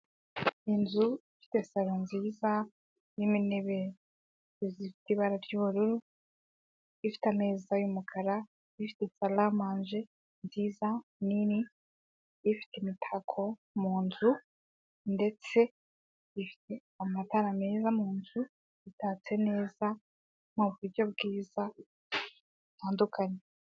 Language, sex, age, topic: Kinyarwanda, male, 18-24, finance